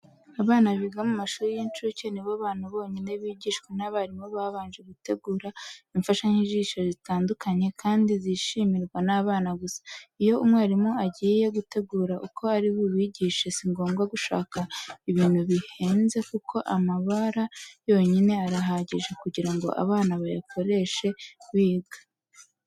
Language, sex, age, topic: Kinyarwanda, female, 18-24, education